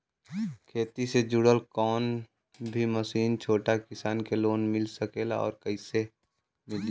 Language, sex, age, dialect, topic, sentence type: Bhojpuri, male, 18-24, Western, agriculture, question